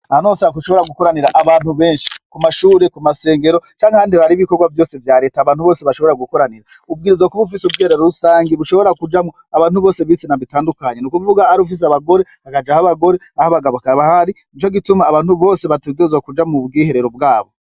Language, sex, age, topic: Rundi, male, 36-49, education